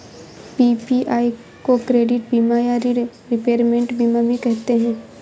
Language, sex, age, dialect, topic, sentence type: Hindi, female, 25-30, Awadhi Bundeli, banking, statement